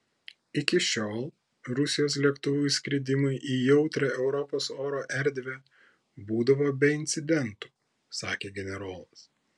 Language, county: Lithuanian, Klaipėda